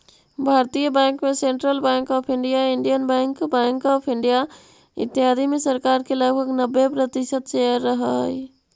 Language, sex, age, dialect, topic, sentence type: Magahi, female, 18-24, Central/Standard, banking, statement